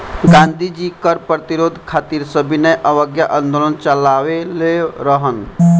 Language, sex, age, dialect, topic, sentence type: Bhojpuri, male, 18-24, Northern, banking, statement